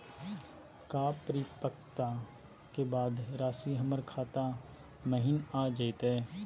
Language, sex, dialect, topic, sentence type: Magahi, male, Southern, banking, question